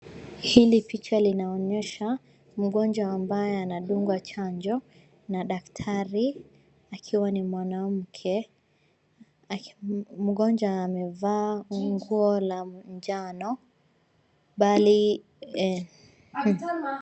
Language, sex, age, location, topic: Swahili, female, 25-35, Wajir, health